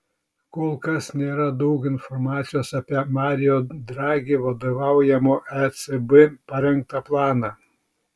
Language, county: Lithuanian, Šiauliai